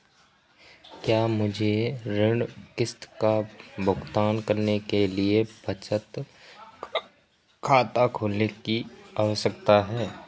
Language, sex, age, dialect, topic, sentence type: Hindi, male, 18-24, Marwari Dhudhari, banking, question